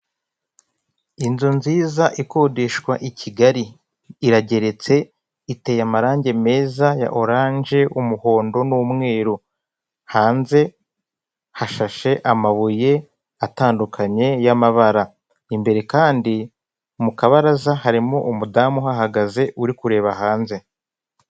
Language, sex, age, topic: Kinyarwanda, male, 25-35, finance